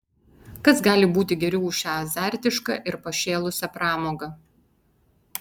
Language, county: Lithuanian, Vilnius